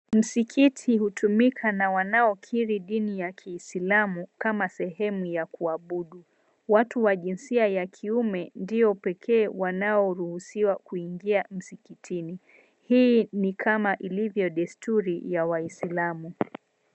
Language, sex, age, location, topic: Swahili, female, 25-35, Mombasa, government